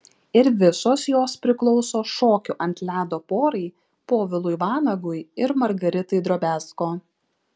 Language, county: Lithuanian, Šiauliai